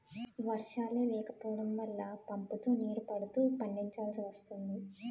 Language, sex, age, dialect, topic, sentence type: Telugu, female, 18-24, Utterandhra, agriculture, statement